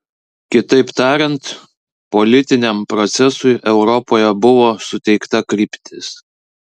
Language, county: Lithuanian, Klaipėda